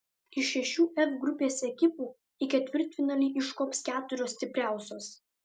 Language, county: Lithuanian, Alytus